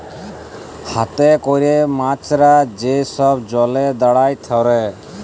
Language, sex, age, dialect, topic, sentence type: Bengali, male, 18-24, Jharkhandi, agriculture, statement